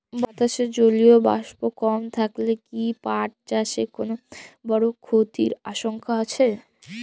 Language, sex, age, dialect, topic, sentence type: Bengali, female, <18, Jharkhandi, agriculture, question